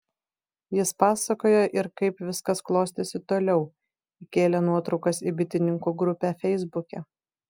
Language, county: Lithuanian, Vilnius